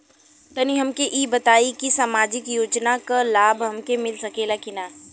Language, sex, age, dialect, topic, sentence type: Bhojpuri, female, 18-24, Western, banking, question